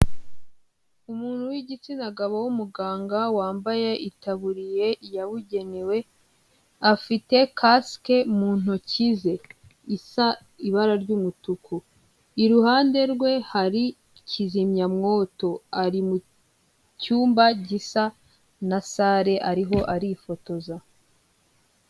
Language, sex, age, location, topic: Kinyarwanda, female, 18-24, Huye, health